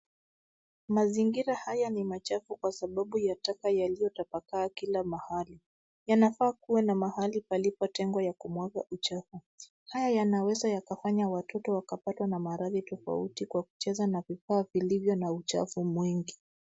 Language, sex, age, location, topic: Swahili, female, 25-35, Nairobi, government